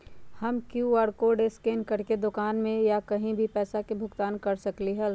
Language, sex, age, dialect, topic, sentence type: Magahi, female, 51-55, Western, banking, question